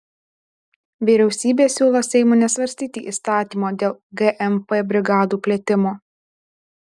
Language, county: Lithuanian, Alytus